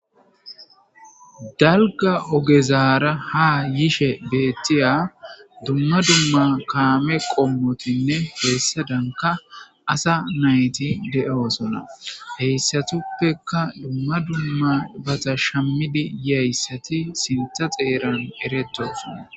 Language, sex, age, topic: Gamo, female, 18-24, government